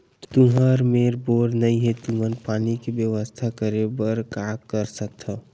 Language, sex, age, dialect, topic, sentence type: Chhattisgarhi, male, 46-50, Western/Budati/Khatahi, agriculture, question